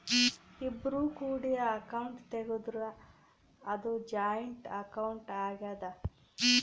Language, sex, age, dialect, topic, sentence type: Kannada, female, 36-40, Central, banking, statement